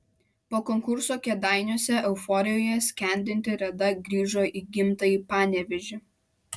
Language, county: Lithuanian, Vilnius